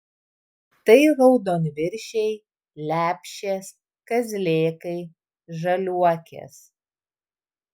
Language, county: Lithuanian, Vilnius